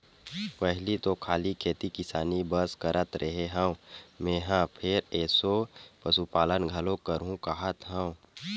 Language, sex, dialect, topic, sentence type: Chhattisgarhi, male, Western/Budati/Khatahi, agriculture, statement